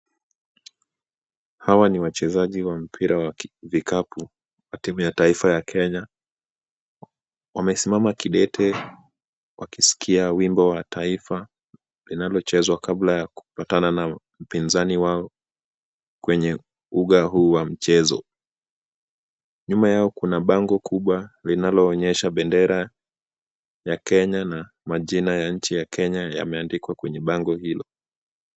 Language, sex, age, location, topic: Swahili, male, 25-35, Kisumu, government